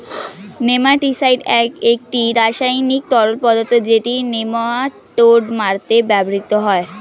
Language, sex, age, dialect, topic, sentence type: Bengali, female, 60-100, Standard Colloquial, agriculture, statement